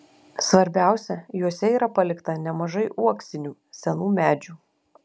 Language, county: Lithuanian, Klaipėda